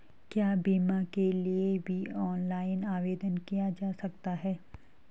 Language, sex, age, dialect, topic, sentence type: Hindi, female, 36-40, Garhwali, banking, question